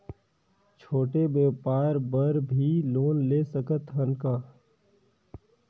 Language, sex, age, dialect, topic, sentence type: Chhattisgarhi, male, 18-24, Northern/Bhandar, banking, question